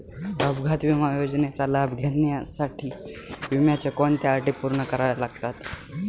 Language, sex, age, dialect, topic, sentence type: Marathi, male, 18-24, Northern Konkan, banking, question